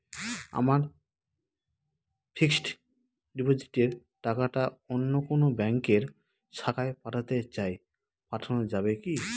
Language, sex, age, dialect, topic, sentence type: Bengali, male, 31-35, Northern/Varendri, banking, question